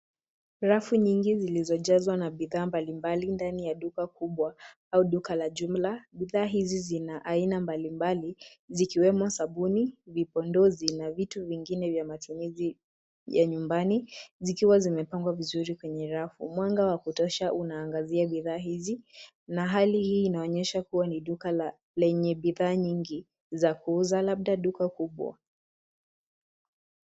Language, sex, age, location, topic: Swahili, female, 18-24, Nairobi, finance